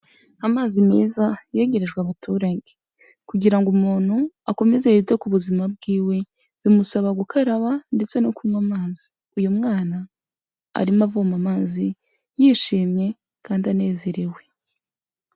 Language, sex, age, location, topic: Kinyarwanda, female, 18-24, Kigali, health